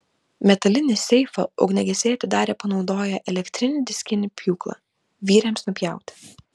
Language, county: Lithuanian, Vilnius